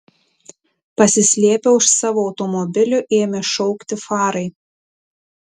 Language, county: Lithuanian, Tauragė